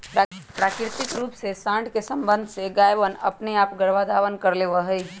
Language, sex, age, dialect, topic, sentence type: Magahi, female, 25-30, Western, agriculture, statement